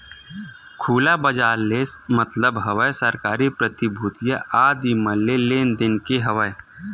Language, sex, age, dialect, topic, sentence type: Chhattisgarhi, male, 25-30, Western/Budati/Khatahi, banking, statement